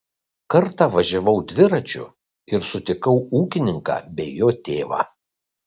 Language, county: Lithuanian, Kaunas